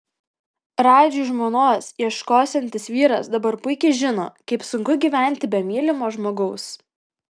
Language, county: Lithuanian, Kaunas